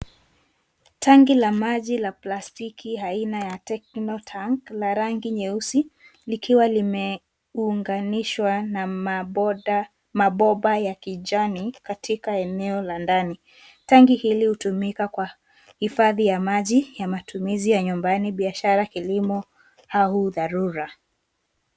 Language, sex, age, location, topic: Swahili, female, 18-24, Nairobi, government